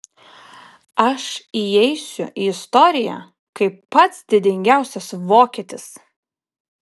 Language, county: Lithuanian, Panevėžys